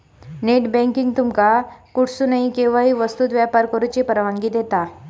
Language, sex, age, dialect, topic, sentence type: Marathi, female, 56-60, Southern Konkan, banking, statement